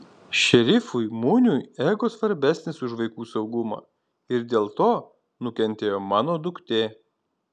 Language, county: Lithuanian, Kaunas